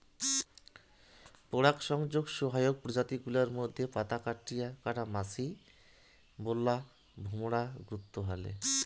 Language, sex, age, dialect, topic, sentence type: Bengali, male, 31-35, Rajbangshi, agriculture, statement